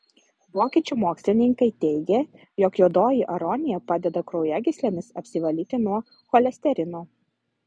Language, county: Lithuanian, Utena